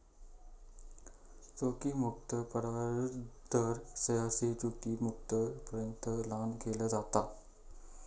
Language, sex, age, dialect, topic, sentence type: Marathi, male, 18-24, Southern Konkan, banking, statement